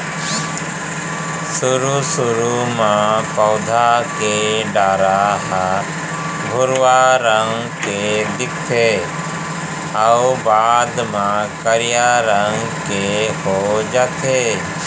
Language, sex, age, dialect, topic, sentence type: Chhattisgarhi, male, 41-45, Central, agriculture, statement